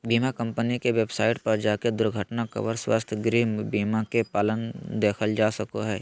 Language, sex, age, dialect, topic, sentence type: Magahi, male, 25-30, Southern, banking, statement